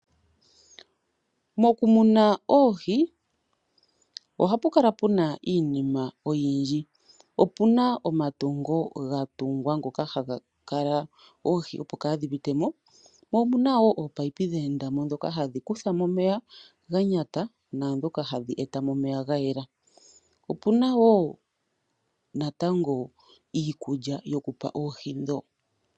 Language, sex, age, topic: Oshiwambo, female, 25-35, agriculture